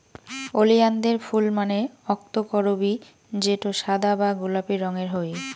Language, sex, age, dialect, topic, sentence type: Bengali, female, 25-30, Rajbangshi, agriculture, statement